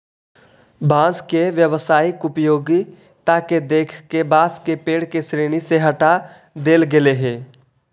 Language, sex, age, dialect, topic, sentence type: Magahi, male, 18-24, Central/Standard, banking, statement